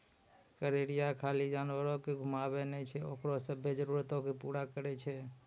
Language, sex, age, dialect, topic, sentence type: Maithili, male, 18-24, Angika, agriculture, statement